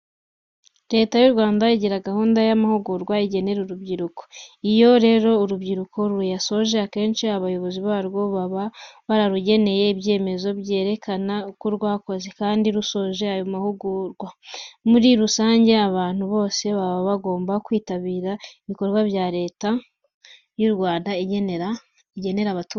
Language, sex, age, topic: Kinyarwanda, female, 18-24, education